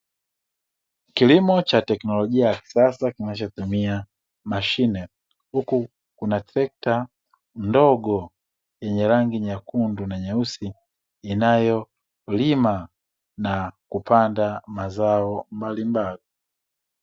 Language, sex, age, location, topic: Swahili, male, 25-35, Dar es Salaam, agriculture